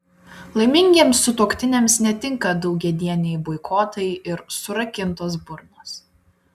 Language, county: Lithuanian, Vilnius